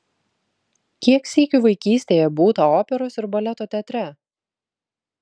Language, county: Lithuanian, Vilnius